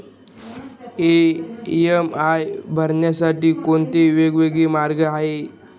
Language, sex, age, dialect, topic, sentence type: Marathi, male, 18-24, Northern Konkan, banking, question